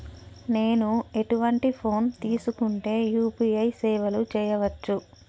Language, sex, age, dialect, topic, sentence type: Telugu, female, 18-24, Telangana, banking, question